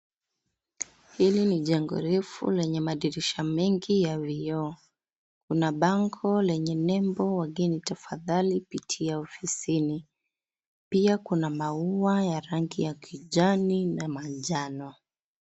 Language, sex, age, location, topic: Swahili, female, 25-35, Kisii, education